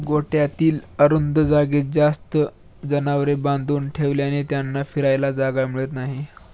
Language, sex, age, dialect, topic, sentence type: Marathi, male, 18-24, Standard Marathi, agriculture, statement